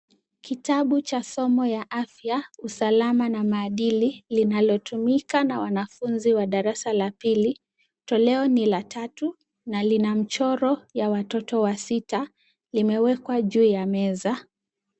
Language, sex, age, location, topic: Swahili, female, 25-35, Kisumu, education